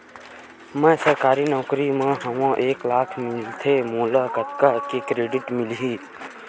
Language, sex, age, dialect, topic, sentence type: Chhattisgarhi, male, 18-24, Western/Budati/Khatahi, banking, question